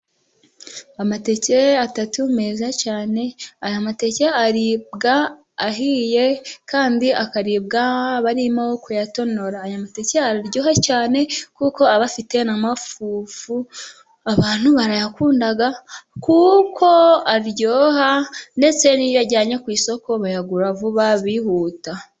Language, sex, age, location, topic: Kinyarwanda, female, 18-24, Musanze, agriculture